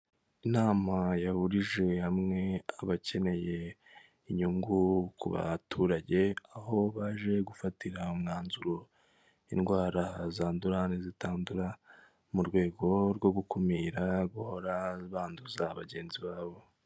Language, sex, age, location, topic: Kinyarwanda, male, 18-24, Kigali, health